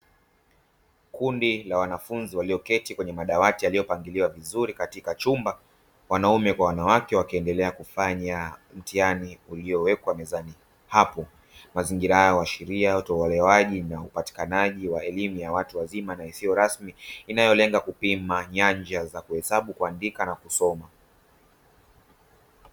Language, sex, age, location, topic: Swahili, male, 25-35, Dar es Salaam, education